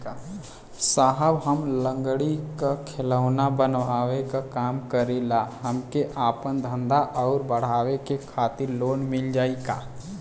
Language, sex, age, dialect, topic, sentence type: Bhojpuri, male, 18-24, Western, banking, question